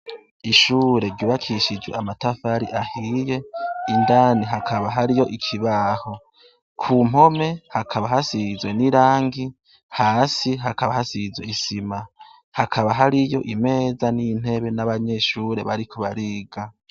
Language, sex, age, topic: Rundi, male, 18-24, education